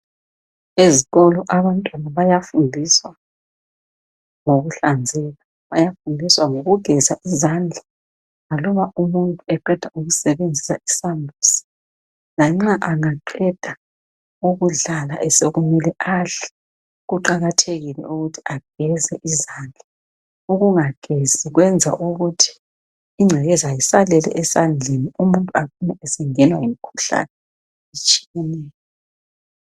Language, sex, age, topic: North Ndebele, female, 50+, health